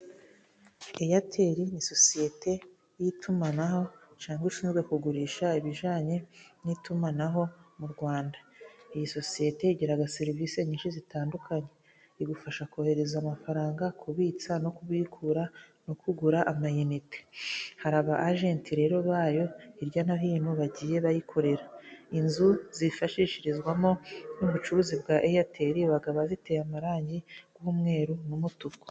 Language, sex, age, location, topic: Kinyarwanda, female, 25-35, Musanze, finance